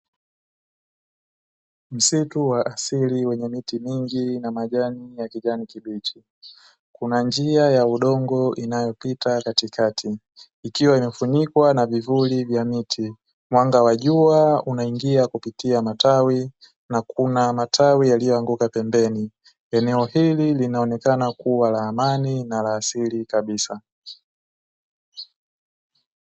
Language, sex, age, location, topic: Swahili, male, 18-24, Dar es Salaam, agriculture